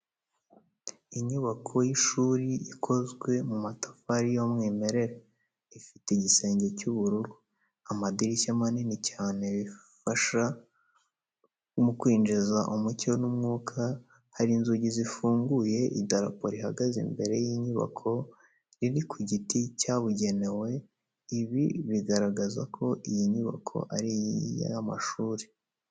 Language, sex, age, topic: Kinyarwanda, male, 18-24, education